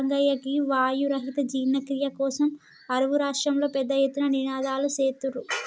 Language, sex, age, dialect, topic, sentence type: Telugu, male, 25-30, Telangana, agriculture, statement